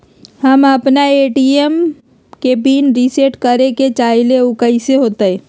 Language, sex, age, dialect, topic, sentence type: Magahi, female, 36-40, Western, banking, question